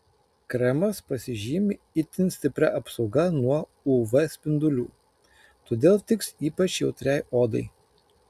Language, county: Lithuanian, Kaunas